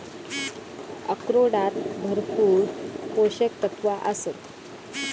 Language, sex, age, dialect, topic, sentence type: Marathi, female, 31-35, Southern Konkan, agriculture, statement